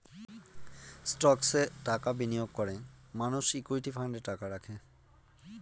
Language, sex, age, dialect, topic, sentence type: Bengali, male, 25-30, Northern/Varendri, banking, statement